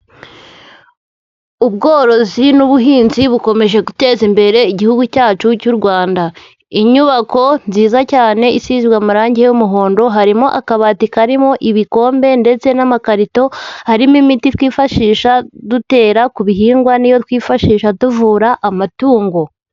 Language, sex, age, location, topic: Kinyarwanda, female, 18-24, Huye, agriculture